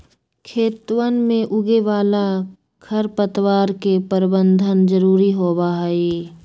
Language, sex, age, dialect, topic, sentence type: Magahi, female, 25-30, Western, agriculture, statement